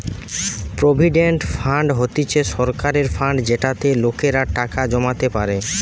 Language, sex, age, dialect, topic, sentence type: Bengali, male, 18-24, Western, banking, statement